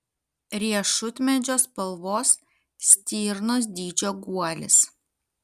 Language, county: Lithuanian, Kaunas